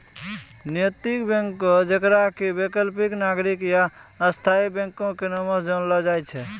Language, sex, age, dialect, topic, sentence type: Maithili, male, 25-30, Angika, banking, statement